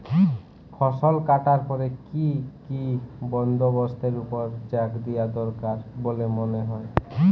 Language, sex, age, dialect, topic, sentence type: Bengali, male, 18-24, Jharkhandi, agriculture, statement